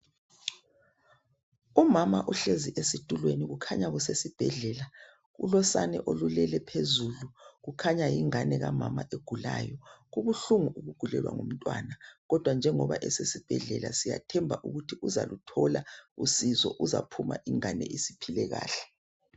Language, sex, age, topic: North Ndebele, male, 36-49, health